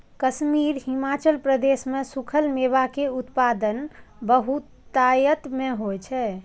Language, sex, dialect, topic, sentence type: Maithili, female, Eastern / Thethi, agriculture, statement